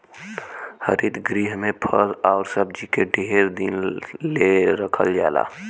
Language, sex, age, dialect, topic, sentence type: Bhojpuri, female, 18-24, Western, agriculture, statement